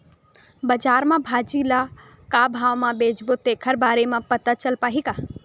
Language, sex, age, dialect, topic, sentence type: Chhattisgarhi, female, 18-24, Western/Budati/Khatahi, agriculture, question